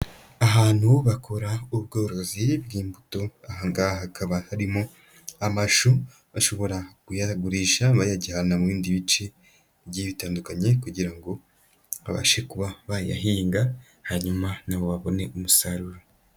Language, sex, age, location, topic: Kinyarwanda, male, 18-24, Kigali, agriculture